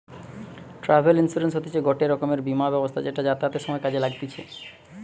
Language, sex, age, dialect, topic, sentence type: Bengali, male, 31-35, Western, banking, statement